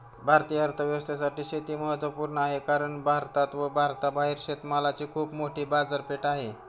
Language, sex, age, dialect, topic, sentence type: Marathi, male, 60-100, Standard Marathi, agriculture, statement